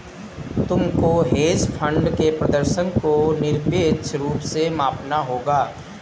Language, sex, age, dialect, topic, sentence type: Hindi, male, 36-40, Kanauji Braj Bhasha, banking, statement